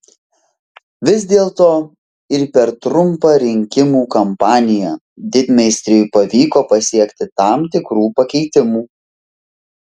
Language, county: Lithuanian, Vilnius